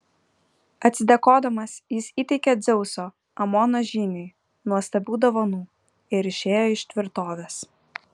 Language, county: Lithuanian, Vilnius